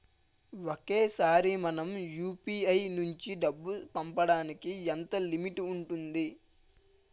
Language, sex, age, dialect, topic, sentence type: Telugu, male, 18-24, Utterandhra, banking, question